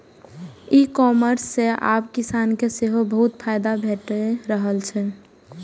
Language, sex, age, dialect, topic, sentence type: Maithili, female, 18-24, Eastern / Thethi, agriculture, statement